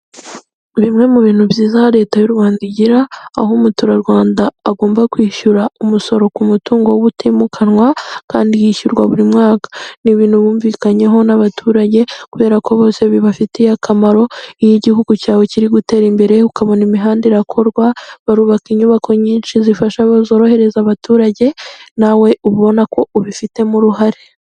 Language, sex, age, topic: Kinyarwanda, female, 18-24, government